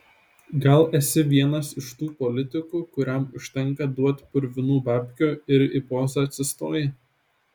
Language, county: Lithuanian, Šiauliai